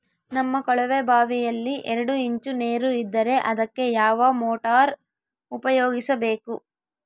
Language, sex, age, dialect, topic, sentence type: Kannada, female, 18-24, Central, agriculture, question